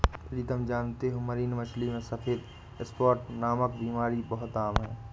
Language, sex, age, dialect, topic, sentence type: Hindi, male, 25-30, Awadhi Bundeli, agriculture, statement